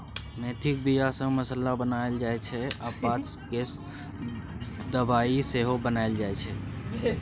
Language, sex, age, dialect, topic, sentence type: Maithili, male, 31-35, Bajjika, agriculture, statement